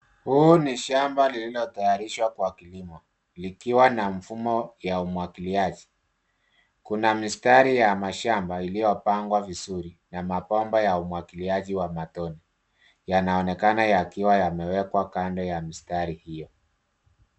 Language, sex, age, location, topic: Swahili, male, 36-49, Nairobi, agriculture